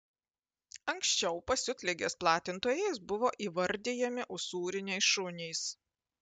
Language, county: Lithuanian, Panevėžys